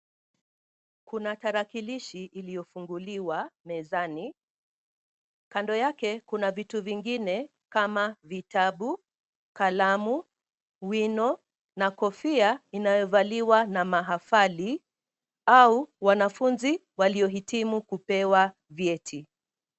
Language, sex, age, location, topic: Swahili, female, 50+, Nairobi, education